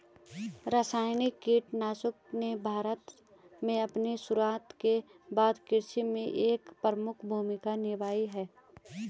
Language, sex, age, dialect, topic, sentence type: Hindi, female, 25-30, Garhwali, agriculture, statement